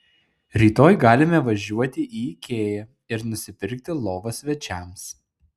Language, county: Lithuanian, Šiauliai